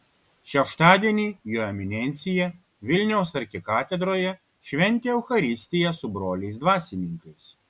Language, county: Lithuanian, Kaunas